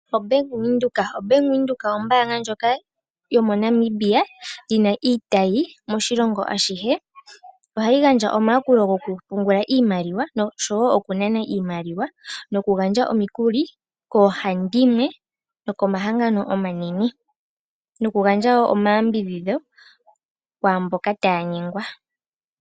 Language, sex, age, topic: Oshiwambo, female, 18-24, finance